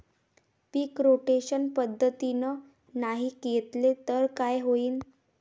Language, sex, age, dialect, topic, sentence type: Marathi, female, 18-24, Varhadi, agriculture, question